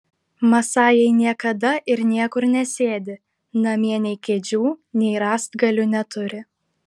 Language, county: Lithuanian, Klaipėda